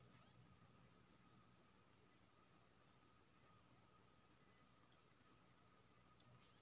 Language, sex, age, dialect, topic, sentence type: Maithili, male, 25-30, Bajjika, agriculture, statement